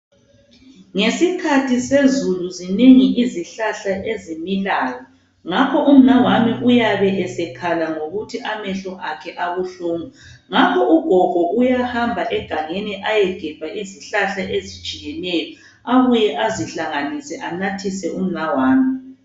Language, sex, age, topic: North Ndebele, female, 25-35, health